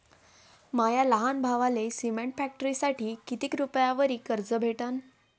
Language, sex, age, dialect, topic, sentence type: Marathi, female, 18-24, Varhadi, banking, question